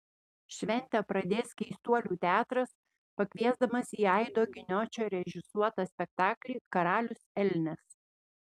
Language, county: Lithuanian, Panevėžys